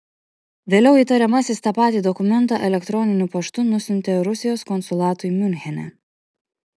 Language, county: Lithuanian, Kaunas